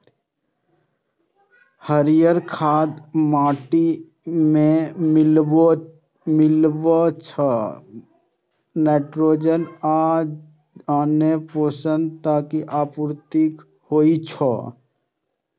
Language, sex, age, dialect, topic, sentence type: Maithili, male, 25-30, Eastern / Thethi, agriculture, statement